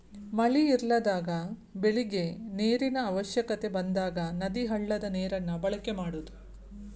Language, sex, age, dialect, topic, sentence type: Kannada, female, 36-40, Dharwad Kannada, agriculture, statement